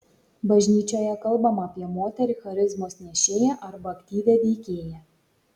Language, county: Lithuanian, Šiauliai